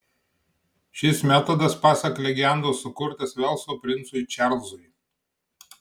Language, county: Lithuanian, Marijampolė